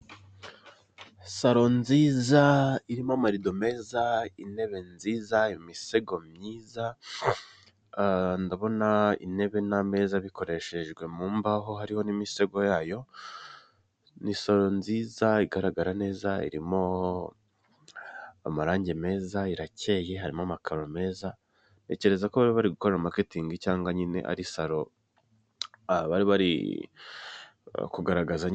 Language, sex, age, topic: Kinyarwanda, male, 18-24, finance